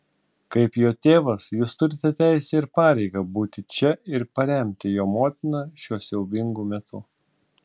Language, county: Lithuanian, Klaipėda